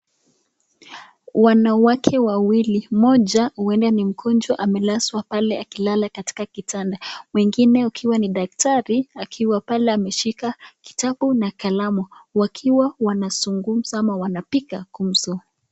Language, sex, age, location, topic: Swahili, female, 25-35, Nakuru, health